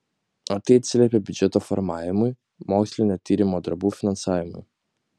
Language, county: Lithuanian, Kaunas